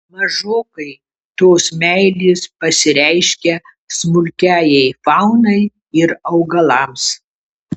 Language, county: Lithuanian, Kaunas